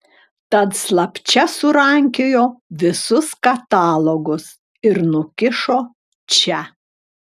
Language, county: Lithuanian, Klaipėda